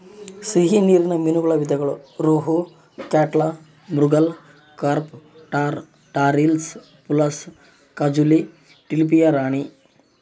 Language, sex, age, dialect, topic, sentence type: Kannada, male, 18-24, Central, agriculture, statement